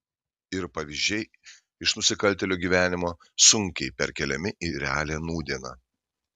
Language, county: Lithuanian, Šiauliai